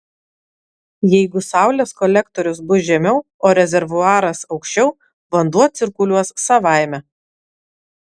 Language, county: Lithuanian, Vilnius